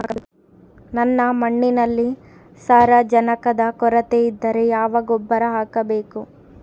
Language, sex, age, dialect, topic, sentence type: Kannada, female, 18-24, Central, agriculture, question